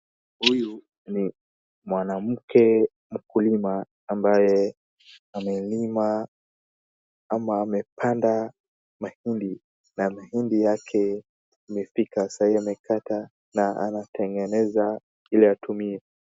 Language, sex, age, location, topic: Swahili, male, 18-24, Wajir, agriculture